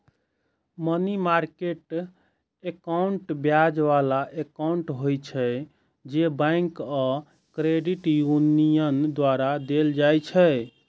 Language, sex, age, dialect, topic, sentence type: Maithili, male, 25-30, Eastern / Thethi, banking, statement